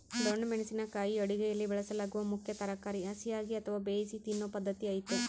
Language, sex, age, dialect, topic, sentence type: Kannada, female, 25-30, Central, agriculture, statement